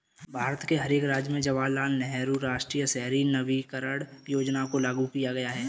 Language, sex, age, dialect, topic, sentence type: Hindi, male, 18-24, Kanauji Braj Bhasha, banking, statement